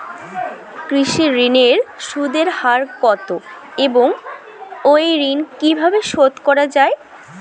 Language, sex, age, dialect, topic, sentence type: Bengali, female, 18-24, Rajbangshi, agriculture, question